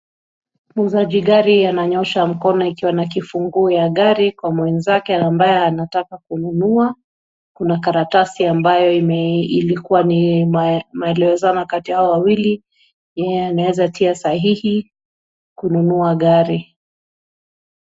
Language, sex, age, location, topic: Swahili, female, 36-49, Nairobi, finance